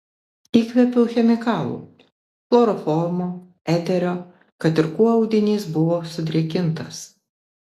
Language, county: Lithuanian, Vilnius